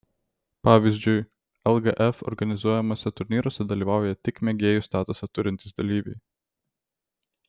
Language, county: Lithuanian, Vilnius